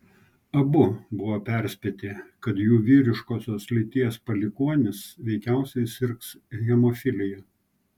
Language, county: Lithuanian, Klaipėda